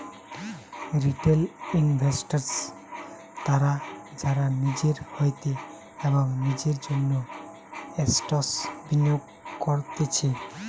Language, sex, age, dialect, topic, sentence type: Bengali, male, 18-24, Western, banking, statement